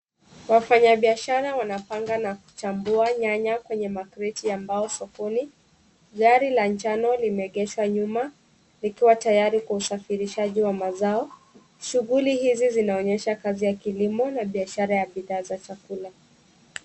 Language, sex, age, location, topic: Swahili, female, 25-35, Kisumu, finance